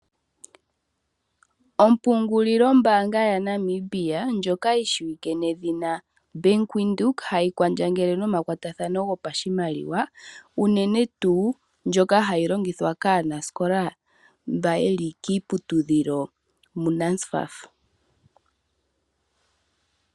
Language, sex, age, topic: Oshiwambo, female, 18-24, finance